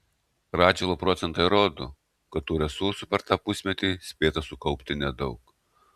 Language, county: Lithuanian, Klaipėda